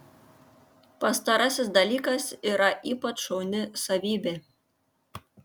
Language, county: Lithuanian, Panevėžys